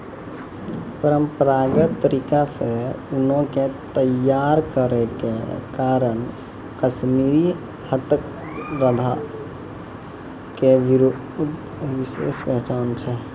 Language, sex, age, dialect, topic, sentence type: Maithili, male, 18-24, Angika, agriculture, statement